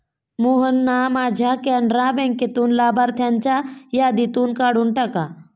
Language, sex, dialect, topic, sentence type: Marathi, female, Standard Marathi, banking, statement